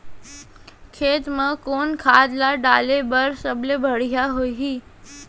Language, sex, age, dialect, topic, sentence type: Chhattisgarhi, female, 56-60, Central, agriculture, question